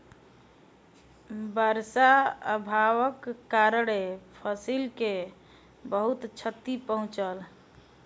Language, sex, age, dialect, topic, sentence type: Maithili, female, 18-24, Southern/Standard, agriculture, statement